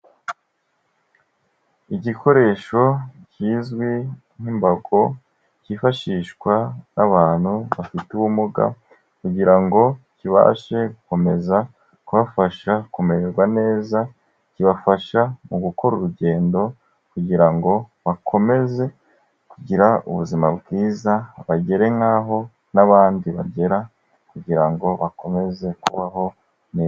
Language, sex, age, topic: Kinyarwanda, male, 25-35, health